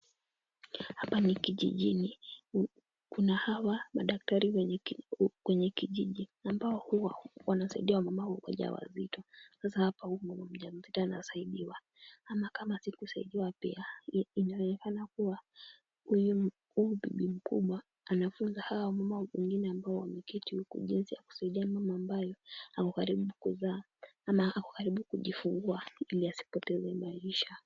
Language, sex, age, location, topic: Swahili, female, 18-24, Kisumu, health